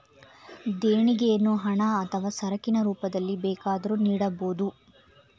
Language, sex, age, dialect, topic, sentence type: Kannada, female, 25-30, Mysore Kannada, banking, statement